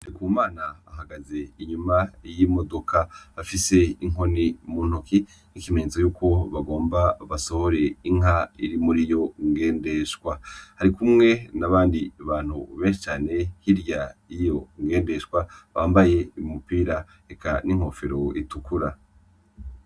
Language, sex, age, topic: Rundi, male, 25-35, agriculture